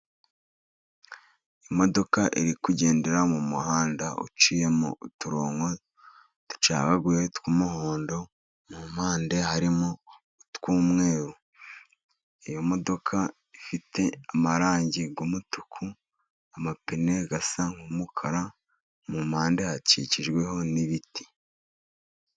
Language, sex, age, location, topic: Kinyarwanda, male, 36-49, Musanze, government